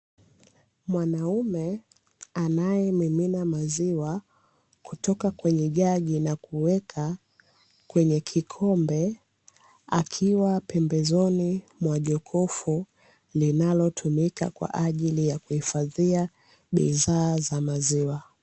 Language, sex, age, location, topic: Swahili, female, 25-35, Dar es Salaam, finance